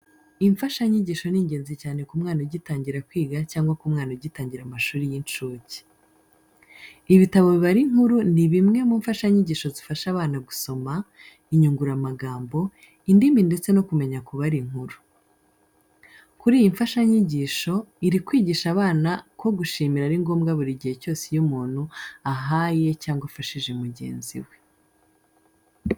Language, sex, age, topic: Kinyarwanda, female, 25-35, education